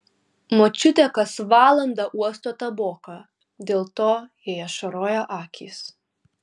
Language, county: Lithuanian, Kaunas